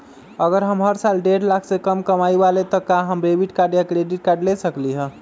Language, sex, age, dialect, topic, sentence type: Magahi, male, 25-30, Western, banking, question